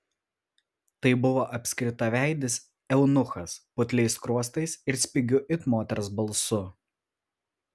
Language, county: Lithuanian, Vilnius